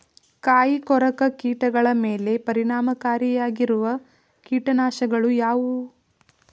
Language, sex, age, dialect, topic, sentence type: Kannada, female, 18-24, Mysore Kannada, agriculture, question